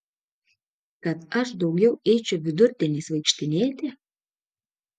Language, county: Lithuanian, Šiauliai